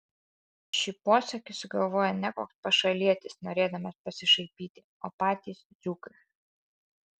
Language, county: Lithuanian, Alytus